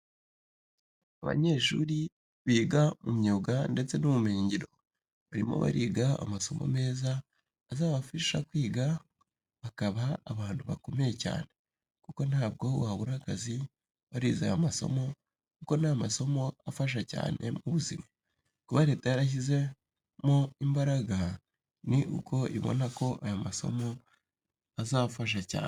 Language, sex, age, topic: Kinyarwanda, male, 18-24, education